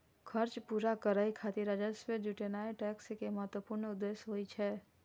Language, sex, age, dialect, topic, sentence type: Maithili, female, 25-30, Eastern / Thethi, banking, statement